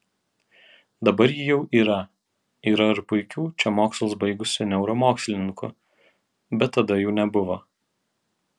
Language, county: Lithuanian, Vilnius